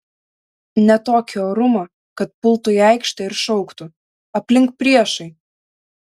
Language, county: Lithuanian, Vilnius